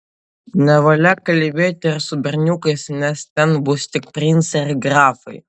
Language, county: Lithuanian, Utena